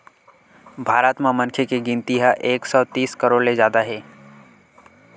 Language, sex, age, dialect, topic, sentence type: Chhattisgarhi, male, 18-24, Western/Budati/Khatahi, banking, statement